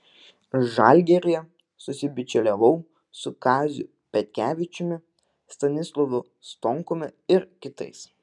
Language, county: Lithuanian, Vilnius